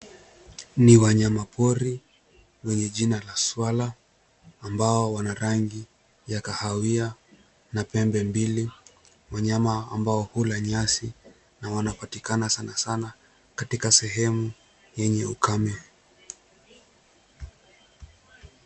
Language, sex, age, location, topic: Swahili, male, 18-24, Nairobi, government